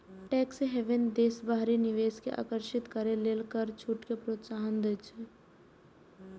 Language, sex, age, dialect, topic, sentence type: Maithili, female, 18-24, Eastern / Thethi, banking, statement